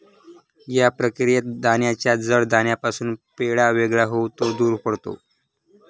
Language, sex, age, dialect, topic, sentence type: Marathi, male, 18-24, Standard Marathi, agriculture, statement